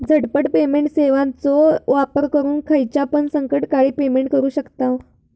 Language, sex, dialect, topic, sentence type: Marathi, female, Southern Konkan, banking, statement